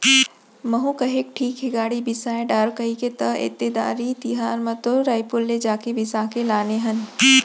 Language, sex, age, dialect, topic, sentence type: Chhattisgarhi, female, 25-30, Central, agriculture, statement